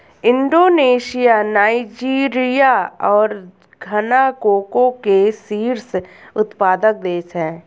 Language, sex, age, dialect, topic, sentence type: Hindi, female, 25-30, Garhwali, agriculture, statement